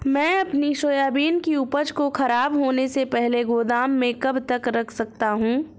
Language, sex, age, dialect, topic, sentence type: Hindi, female, 25-30, Awadhi Bundeli, agriculture, question